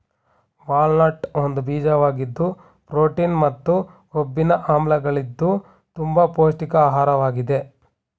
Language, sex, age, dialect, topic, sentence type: Kannada, male, 25-30, Mysore Kannada, agriculture, statement